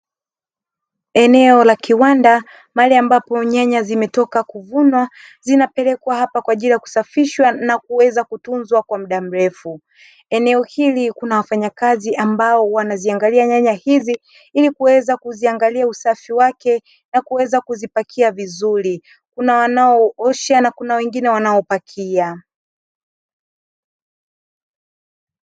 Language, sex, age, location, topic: Swahili, female, 25-35, Dar es Salaam, agriculture